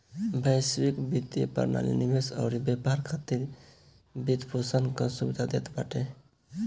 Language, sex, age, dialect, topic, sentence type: Bhojpuri, female, 18-24, Northern, banking, statement